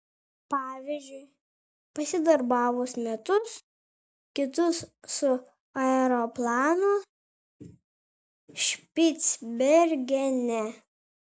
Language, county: Lithuanian, Vilnius